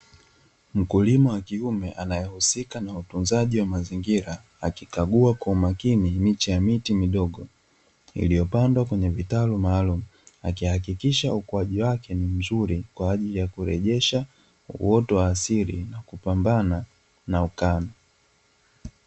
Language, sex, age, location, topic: Swahili, male, 25-35, Dar es Salaam, agriculture